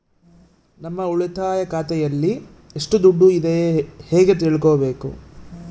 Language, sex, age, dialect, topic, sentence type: Kannada, male, 18-24, Central, banking, question